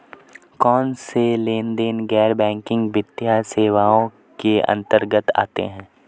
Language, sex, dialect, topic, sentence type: Hindi, male, Marwari Dhudhari, banking, question